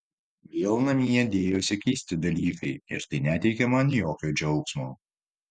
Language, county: Lithuanian, Vilnius